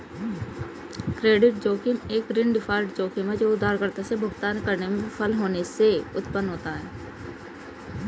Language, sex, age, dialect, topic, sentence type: Hindi, male, 31-35, Hindustani Malvi Khadi Boli, banking, statement